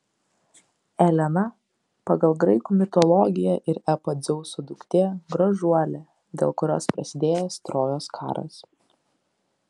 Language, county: Lithuanian, Kaunas